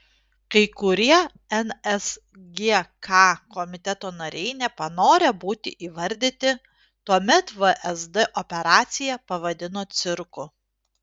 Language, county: Lithuanian, Panevėžys